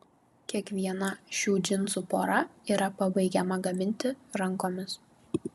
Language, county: Lithuanian, Kaunas